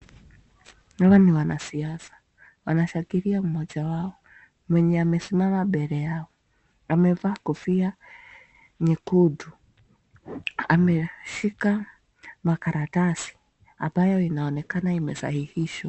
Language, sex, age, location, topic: Swahili, female, 25-35, Nakuru, government